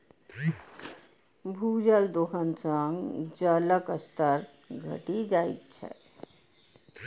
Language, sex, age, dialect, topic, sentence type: Maithili, female, 41-45, Eastern / Thethi, agriculture, statement